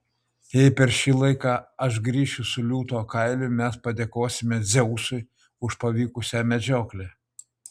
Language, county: Lithuanian, Utena